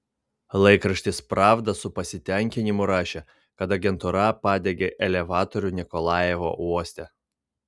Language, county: Lithuanian, Vilnius